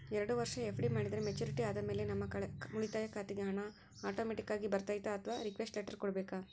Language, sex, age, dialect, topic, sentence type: Kannada, female, 56-60, Central, banking, question